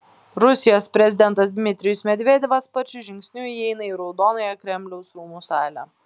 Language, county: Lithuanian, Klaipėda